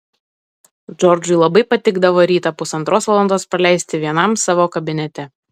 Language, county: Lithuanian, Alytus